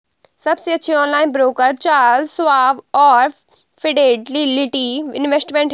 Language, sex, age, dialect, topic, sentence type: Hindi, female, 60-100, Awadhi Bundeli, banking, statement